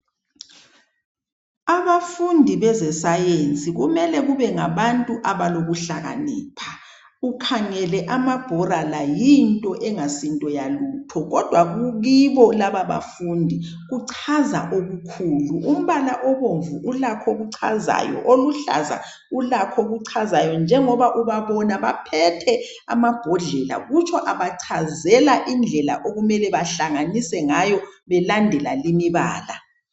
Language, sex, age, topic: North Ndebele, male, 36-49, education